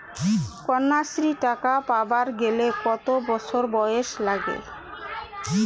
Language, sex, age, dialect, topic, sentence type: Bengali, female, 31-35, Rajbangshi, banking, question